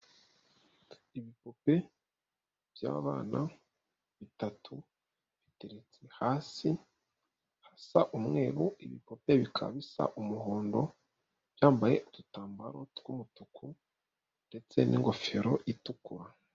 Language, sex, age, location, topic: Kinyarwanda, female, 36-49, Nyagatare, education